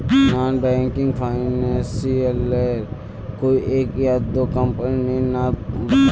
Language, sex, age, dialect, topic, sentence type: Magahi, male, 31-35, Northeastern/Surjapuri, banking, question